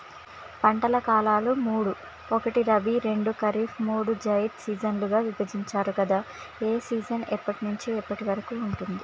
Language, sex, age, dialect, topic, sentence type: Telugu, female, 25-30, Telangana, agriculture, question